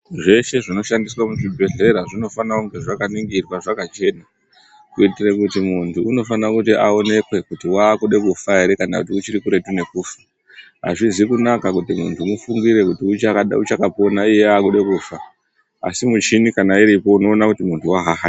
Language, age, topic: Ndau, 36-49, health